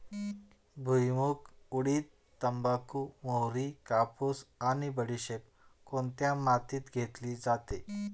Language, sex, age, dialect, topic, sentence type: Marathi, male, 41-45, Standard Marathi, agriculture, question